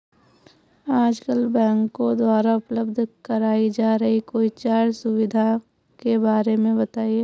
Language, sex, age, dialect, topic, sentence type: Hindi, female, 18-24, Hindustani Malvi Khadi Boli, banking, question